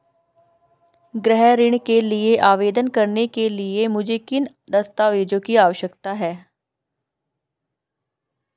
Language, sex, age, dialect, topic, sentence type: Hindi, female, 31-35, Marwari Dhudhari, banking, question